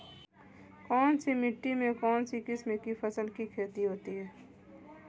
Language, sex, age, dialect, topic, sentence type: Hindi, female, 25-30, Marwari Dhudhari, agriculture, question